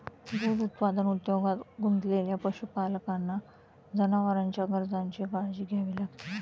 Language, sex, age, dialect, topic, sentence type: Marathi, female, 31-35, Standard Marathi, agriculture, statement